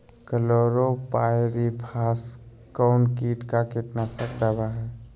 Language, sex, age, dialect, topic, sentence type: Magahi, male, 25-30, Southern, agriculture, question